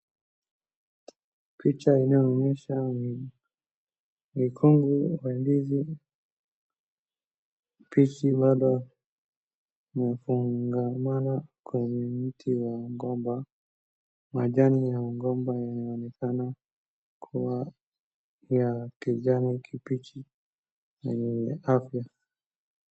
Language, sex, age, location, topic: Swahili, male, 18-24, Wajir, agriculture